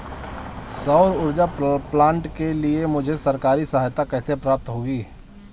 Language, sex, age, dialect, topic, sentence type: Hindi, male, 25-30, Marwari Dhudhari, agriculture, question